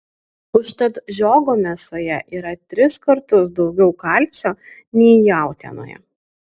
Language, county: Lithuanian, Utena